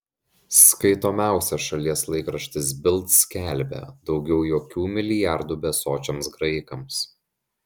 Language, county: Lithuanian, Šiauliai